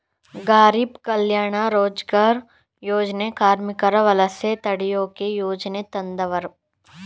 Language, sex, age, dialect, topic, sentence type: Kannada, male, 41-45, Mysore Kannada, banking, statement